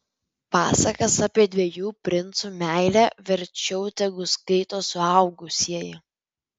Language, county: Lithuanian, Vilnius